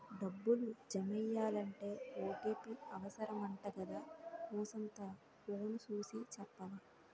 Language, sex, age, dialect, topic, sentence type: Telugu, female, 18-24, Utterandhra, banking, statement